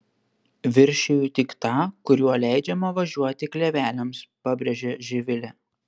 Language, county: Lithuanian, Panevėžys